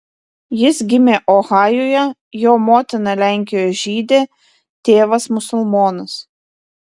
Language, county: Lithuanian, Vilnius